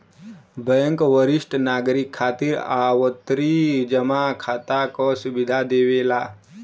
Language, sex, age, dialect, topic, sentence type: Bhojpuri, male, 18-24, Western, banking, statement